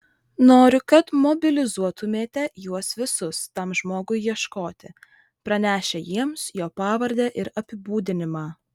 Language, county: Lithuanian, Vilnius